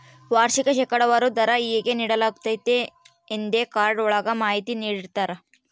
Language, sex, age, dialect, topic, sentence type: Kannada, female, 18-24, Central, banking, statement